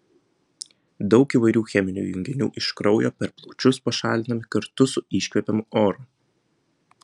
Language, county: Lithuanian, Vilnius